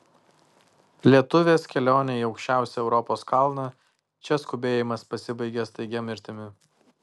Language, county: Lithuanian, Kaunas